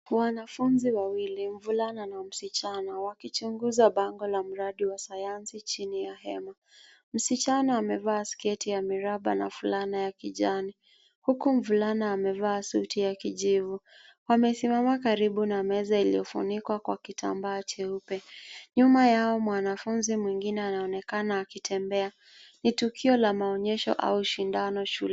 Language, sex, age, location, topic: Swahili, female, 25-35, Nairobi, education